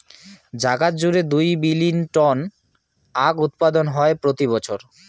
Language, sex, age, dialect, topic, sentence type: Bengali, male, 18-24, Rajbangshi, agriculture, statement